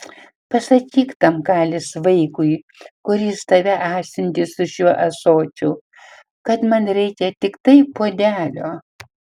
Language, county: Lithuanian, Panevėžys